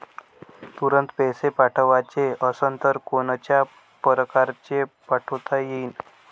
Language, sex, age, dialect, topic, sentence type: Marathi, male, 18-24, Varhadi, banking, question